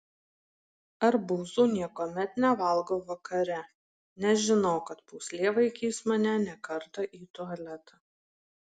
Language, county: Lithuanian, Marijampolė